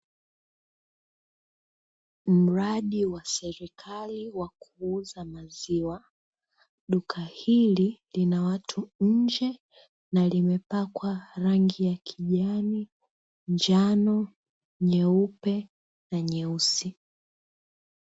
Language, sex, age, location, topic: Swahili, female, 18-24, Dar es Salaam, finance